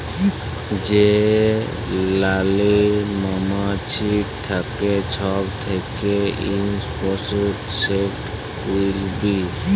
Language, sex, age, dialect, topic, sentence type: Bengali, male, 18-24, Jharkhandi, agriculture, statement